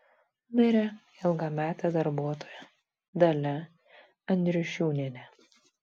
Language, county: Lithuanian, Vilnius